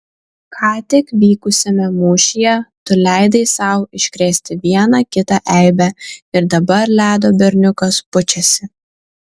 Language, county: Lithuanian, Kaunas